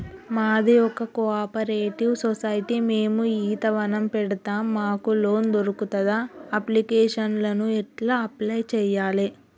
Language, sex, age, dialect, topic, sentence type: Telugu, female, 18-24, Telangana, banking, question